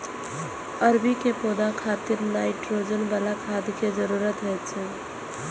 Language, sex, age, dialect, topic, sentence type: Maithili, female, 18-24, Eastern / Thethi, agriculture, statement